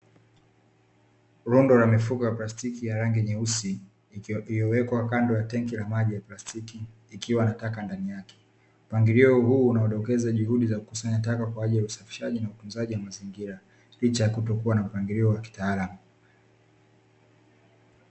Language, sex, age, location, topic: Swahili, male, 18-24, Dar es Salaam, government